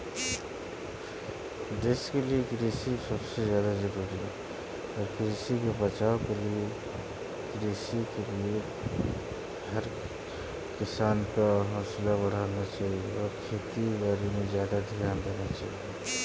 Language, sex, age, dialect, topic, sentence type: Magahi, male, 25-30, Western, agriculture, statement